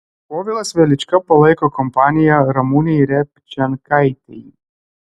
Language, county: Lithuanian, Klaipėda